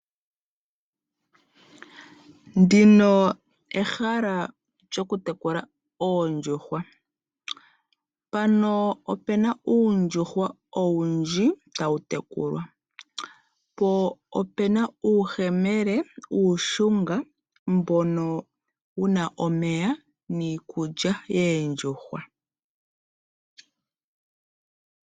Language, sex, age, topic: Oshiwambo, female, 25-35, agriculture